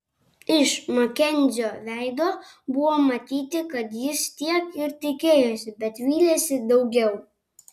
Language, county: Lithuanian, Kaunas